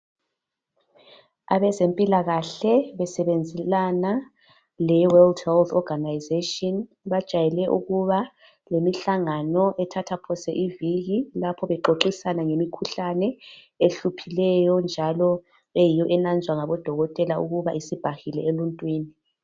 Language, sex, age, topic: North Ndebele, female, 36-49, health